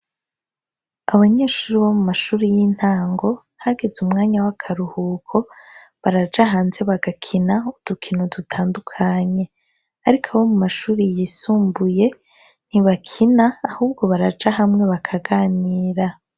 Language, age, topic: Rundi, 25-35, education